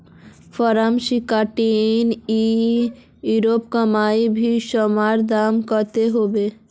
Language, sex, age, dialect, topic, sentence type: Magahi, female, 18-24, Northeastern/Surjapuri, agriculture, question